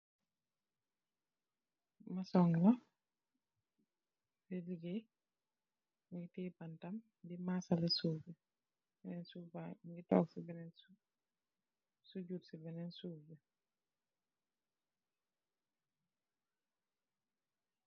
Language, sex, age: Wolof, female, 36-49